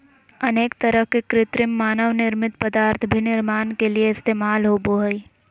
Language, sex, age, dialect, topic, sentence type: Magahi, female, 18-24, Southern, agriculture, statement